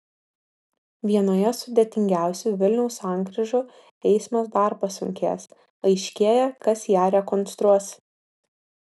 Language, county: Lithuanian, Vilnius